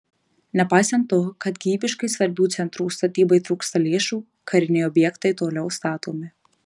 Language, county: Lithuanian, Marijampolė